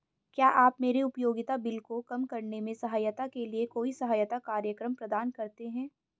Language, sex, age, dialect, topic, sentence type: Hindi, female, 18-24, Hindustani Malvi Khadi Boli, banking, question